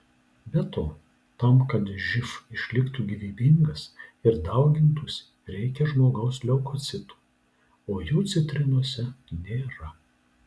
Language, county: Lithuanian, Vilnius